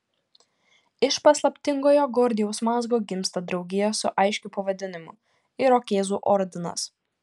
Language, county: Lithuanian, Panevėžys